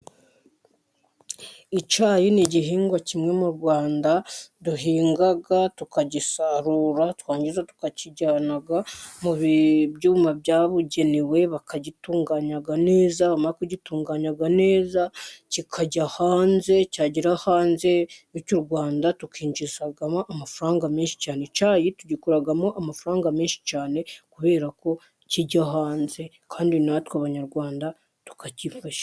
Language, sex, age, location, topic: Kinyarwanda, female, 50+, Musanze, agriculture